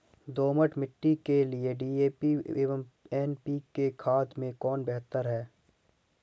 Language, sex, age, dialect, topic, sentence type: Hindi, male, 18-24, Kanauji Braj Bhasha, agriculture, question